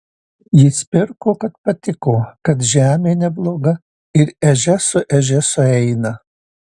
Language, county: Lithuanian, Marijampolė